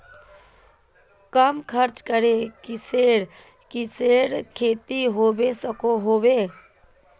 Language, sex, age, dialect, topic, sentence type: Magahi, female, 31-35, Northeastern/Surjapuri, agriculture, question